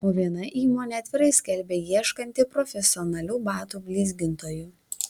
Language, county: Lithuanian, Vilnius